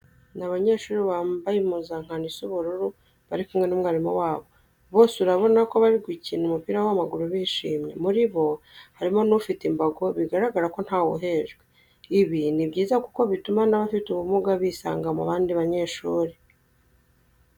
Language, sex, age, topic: Kinyarwanda, female, 25-35, education